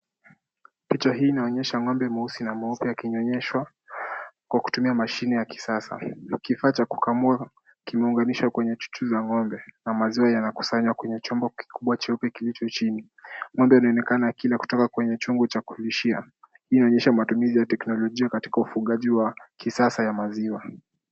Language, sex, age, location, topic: Swahili, male, 18-24, Kisumu, agriculture